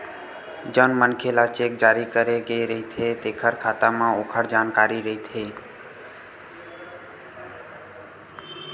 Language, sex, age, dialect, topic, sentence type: Chhattisgarhi, male, 18-24, Western/Budati/Khatahi, banking, statement